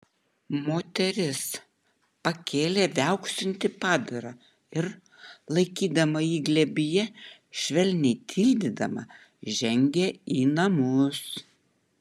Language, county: Lithuanian, Utena